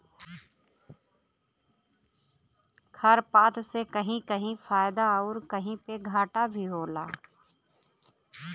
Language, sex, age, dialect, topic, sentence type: Bhojpuri, female, 31-35, Western, agriculture, statement